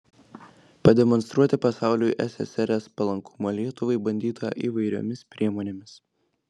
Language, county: Lithuanian, Klaipėda